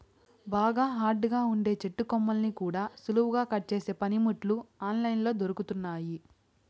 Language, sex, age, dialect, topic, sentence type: Telugu, female, 18-24, Southern, agriculture, statement